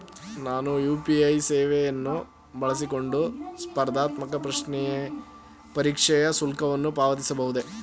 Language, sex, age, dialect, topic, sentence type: Kannada, female, 51-55, Mysore Kannada, banking, question